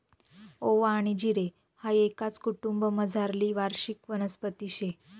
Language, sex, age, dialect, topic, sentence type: Marathi, female, 25-30, Northern Konkan, agriculture, statement